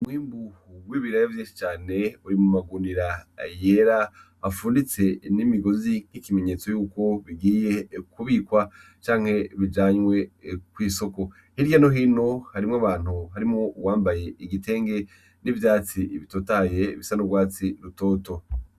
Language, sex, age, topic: Rundi, male, 25-35, agriculture